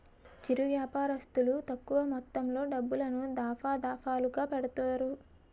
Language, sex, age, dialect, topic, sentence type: Telugu, female, 18-24, Utterandhra, banking, statement